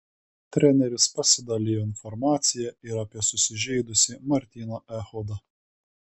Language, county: Lithuanian, Kaunas